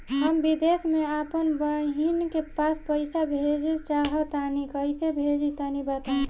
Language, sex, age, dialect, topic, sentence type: Bhojpuri, female, 18-24, Southern / Standard, banking, question